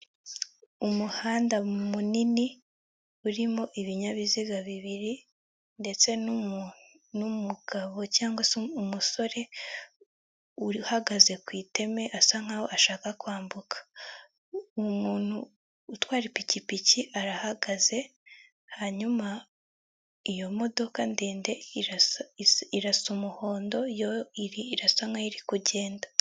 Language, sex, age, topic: Kinyarwanda, female, 18-24, government